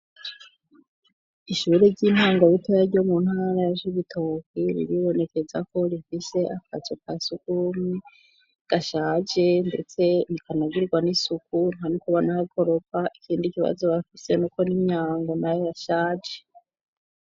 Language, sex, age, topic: Rundi, female, 25-35, education